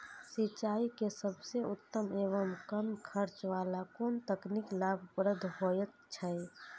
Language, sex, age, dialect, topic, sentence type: Maithili, female, 18-24, Eastern / Thethi, agriculture, question